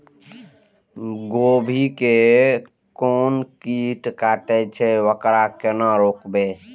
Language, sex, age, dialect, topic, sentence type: Maithili, male, 18-24, Eastern / Thethi, agriculture, question